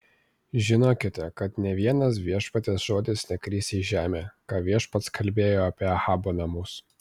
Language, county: Lithuanian, Vilnius